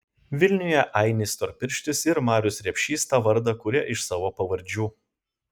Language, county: Lithuanian, Kaunas